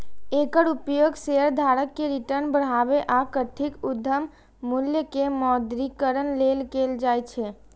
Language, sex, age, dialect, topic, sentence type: Maithili, female, 18-24, Eastern / Thethi, banking, statement